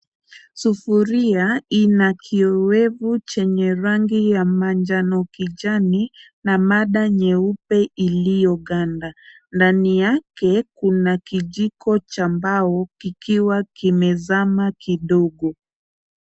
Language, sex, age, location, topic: Swahili, female, 25-35, Kisumu, agriculture